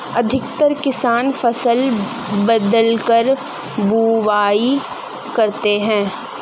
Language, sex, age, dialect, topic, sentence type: Hindi, female, 18-24, Marwari Dhudhari, agriculture, statement